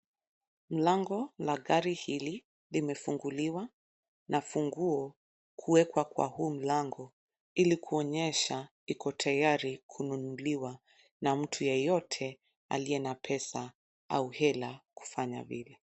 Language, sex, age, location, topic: Swahili, female, 25-35, Nairobi, finance